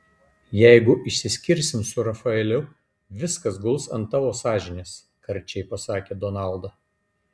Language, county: Lithuanian, Kaunas